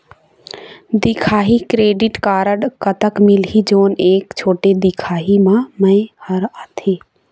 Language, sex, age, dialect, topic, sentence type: Chhattisgarhi, female, 51-55, Eastern, agriculture, question